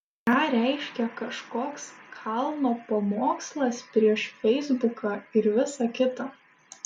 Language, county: Lithuanian, Šiauliai